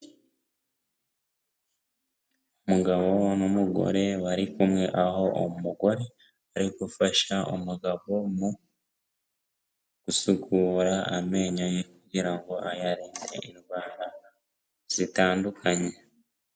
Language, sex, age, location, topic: Kinyarwanda, male, 18-24, Kigali, health